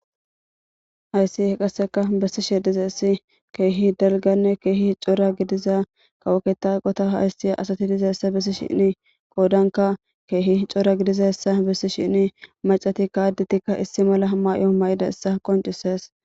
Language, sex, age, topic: Gamo, female, 25-35, government